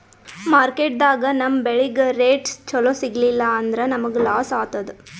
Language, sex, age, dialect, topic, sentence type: Kannada, female, 18-24, Northeastern, agriculture, statement